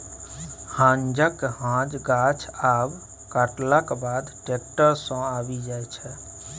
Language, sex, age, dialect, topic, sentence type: Maithili, male, 25-30, Bajjika, agriculture, statement